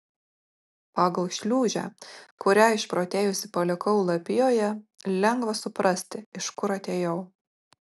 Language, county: Lithuanian, Marijampolė